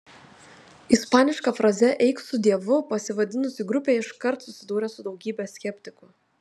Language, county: Lithuanian, Telšiai